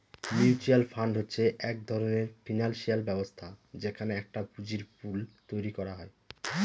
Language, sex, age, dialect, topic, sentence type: Bengali, male, 31-35, Northern/Varendri, banking, statement